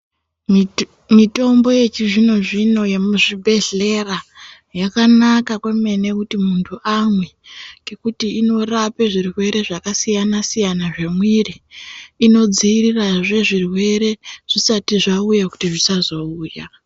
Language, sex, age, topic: Ndau, female, 18-24, health